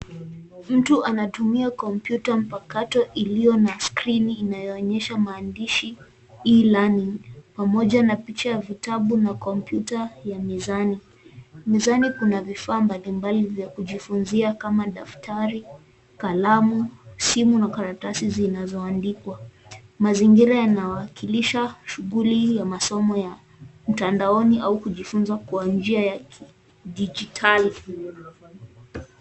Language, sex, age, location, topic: Swahili, female, 18-24, Nairobi, education